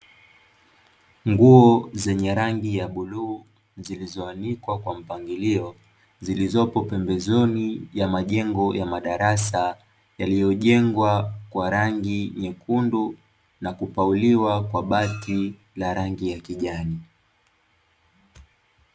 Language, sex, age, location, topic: Swahili, male, 18-24, Dar es Salaam, education